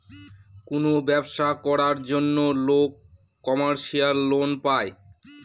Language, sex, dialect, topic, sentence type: Bengali, male, Northern/Varendri, banking, statement